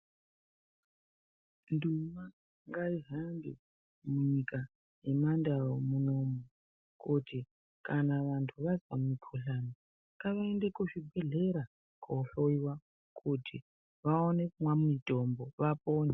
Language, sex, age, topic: Ndau, female, 36-49, health